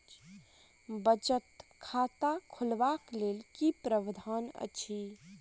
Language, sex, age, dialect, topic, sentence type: Maithili, female, 18-24, Southern/Standard, banking, question